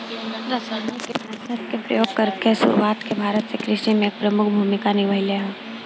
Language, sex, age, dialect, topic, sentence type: Bhojpuri, female, 18-24, Southern / Standard, agriculture, statement